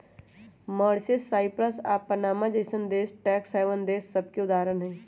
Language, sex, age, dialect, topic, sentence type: Magahi, female, 18-24, Western, banking, statement